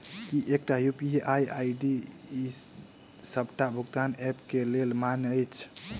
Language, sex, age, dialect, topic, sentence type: Maithili, male, 18-24, Southern/Standard, banking, question